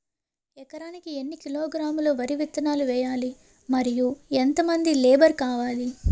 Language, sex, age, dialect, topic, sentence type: Telugu, female, 18-24, Utterandhra, agriculture, question